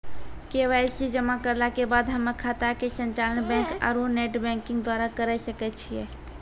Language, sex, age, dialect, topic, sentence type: Maithili, female, 18-24, Angika, banking, question